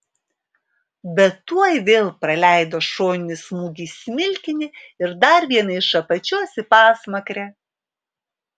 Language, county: Lithuanian, Alytus